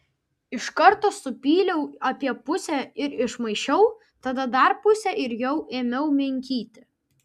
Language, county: Lithuanian, Vilnius